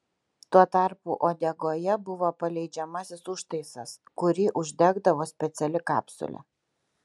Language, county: Lithuanian, Kaunas